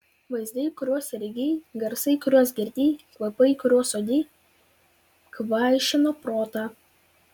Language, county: Lithuanian, Vilnius